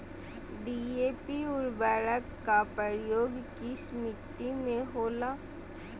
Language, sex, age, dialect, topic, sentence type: Magahi, female, 18-24, Southern, agriculture, question